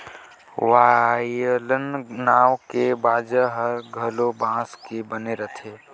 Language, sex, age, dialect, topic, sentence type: Chhattisgarhi, male, 18-24, Northern/Bhandar, agriculture, statement